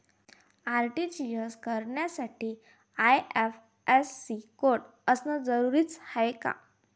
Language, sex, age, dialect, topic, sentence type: Marathi, female, 18-24, Varhadi, banking, question